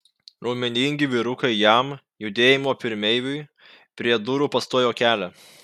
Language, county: Lithuanian, Kaunas